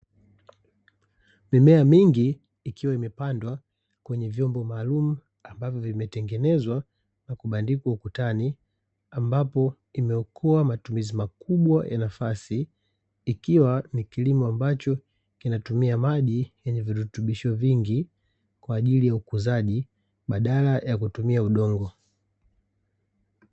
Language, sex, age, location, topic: Swahili, male, 36-49, Dar es Salaam, agriculture